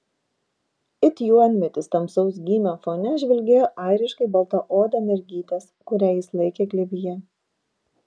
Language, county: Lithuanian, Vilnius